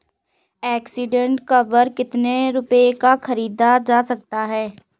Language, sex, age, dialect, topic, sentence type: Hindi, female, 56-60, Kanauji Braj Bhasha, banking, statement